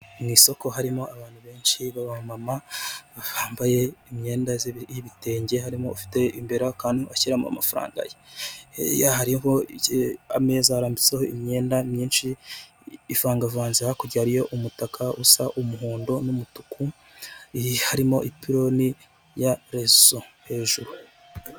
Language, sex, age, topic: Kinyarwanda, male, 25-35, finance